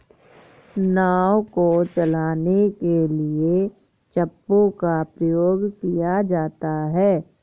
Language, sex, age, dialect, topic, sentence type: Hindi, female, 51-55, Awadhi Bundeli, agriculture, statement